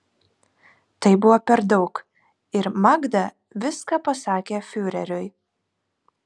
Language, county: Lithuanian, Kaunas